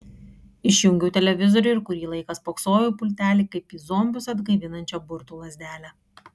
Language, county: Lithuanian, Kaunas